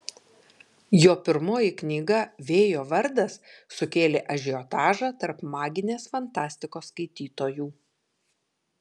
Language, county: Lithuanian, Kaunas